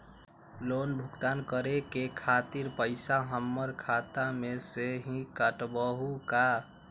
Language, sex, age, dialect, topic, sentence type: Magahi, male, 18-24, Western, banking, question